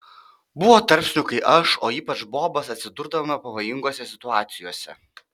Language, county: Lithuanian, Panevėžys